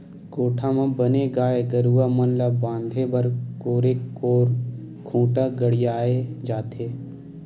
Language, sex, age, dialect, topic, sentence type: Chhattisgarhi, male, 18-24, Western/Budati/Khatahi, agriculture, statement